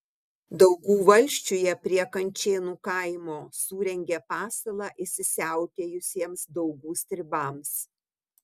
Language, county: Lithuanian, Utena